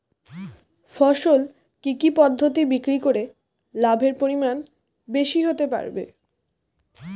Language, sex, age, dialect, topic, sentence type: Bengali, female, 18-24, Standard Colloquial, agriculture, question